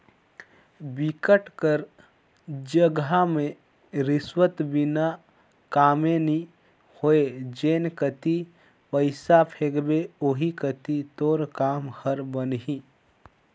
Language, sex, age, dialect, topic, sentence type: Chhattisgarhi, male, 56-60, Northern/Bhandar, banking, statement